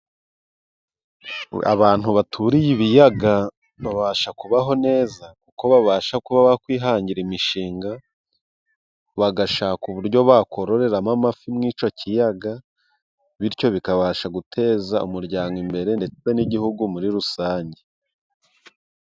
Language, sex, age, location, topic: Kinyarwanda, male, 25-35, Musanze, agriculture